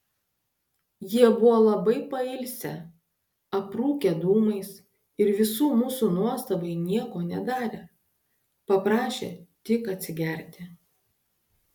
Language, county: Lithuanian, Klaipėda